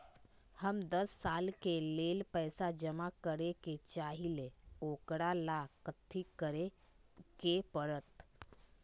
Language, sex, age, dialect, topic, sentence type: Magahi, female, 25-30, Western, banking, question